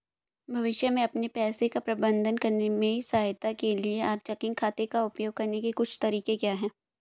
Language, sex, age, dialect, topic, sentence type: Hindi, female, 25-30, Hindustani Malvi Khadi Boli, banking, question